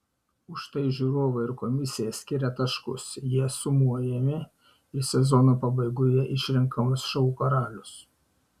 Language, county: Lithuanian, Šiauliai